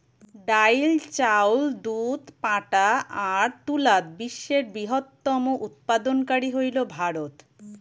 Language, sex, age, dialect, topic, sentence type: Bengali, male, 18-24, Rajbangshi, agriculture, statement